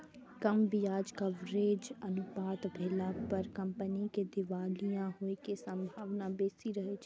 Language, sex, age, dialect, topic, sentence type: Maithili, female, 25-30, Eastern / Thethi, banking, statement